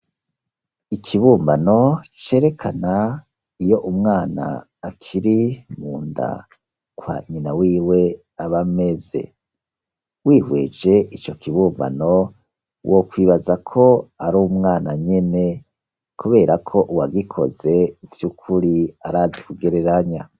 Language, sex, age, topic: Rundi, male, 36-49, education